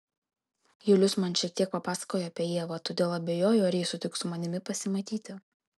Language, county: Lithuanian, Kaunas